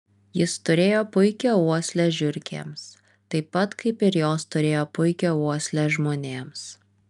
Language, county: Lithuanian, Vilnius